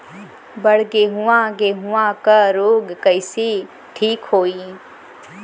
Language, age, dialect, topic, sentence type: Bhojpuri, 25-30, Western, agriculture, question